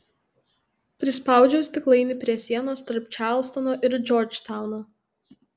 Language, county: Lithuanian, Tauragė